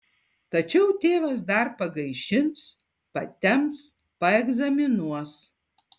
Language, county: Lithuanian, Šiauliai